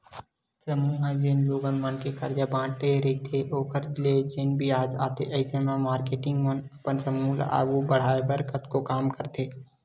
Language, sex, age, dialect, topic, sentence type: Chhattisgarhi, male, 18-24, Western/Budati/Khatahi, banking, statement